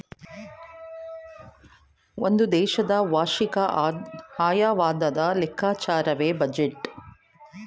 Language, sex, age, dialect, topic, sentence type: Kannada, female, 36-40, Mysore Kannada, banking, statement